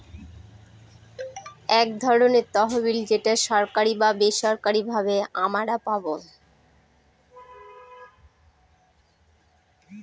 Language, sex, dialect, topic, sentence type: Bengali, female, Northern/Varendri, banking, statement